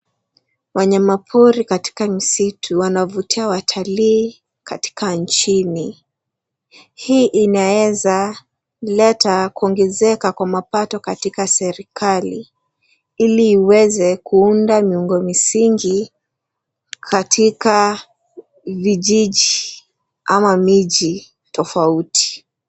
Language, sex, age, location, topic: Swahili, female, 18-24, Nairobi, government